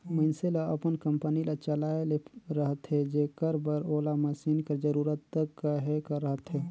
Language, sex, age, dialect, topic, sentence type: Chhattisgarhi, male, 36-40, Northern/Bhandar, banking, statement